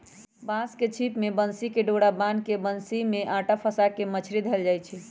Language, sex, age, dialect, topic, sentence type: Magahi, female, 36-40, Western, agriculture, statement